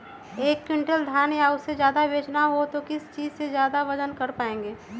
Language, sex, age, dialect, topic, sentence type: Magahi, female, 31-35, Western, agriculture, question